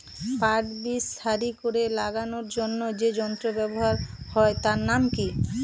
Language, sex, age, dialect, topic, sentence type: Bengali, female, 31-35, Northern/Varendri, agriculture, question